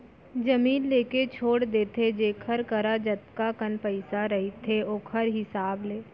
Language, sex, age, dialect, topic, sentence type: Chhattisgarhi, female, 25-30, Central, banking, statement